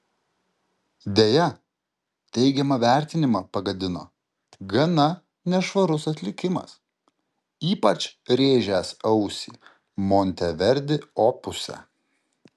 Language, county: Lithuanian, Kaunas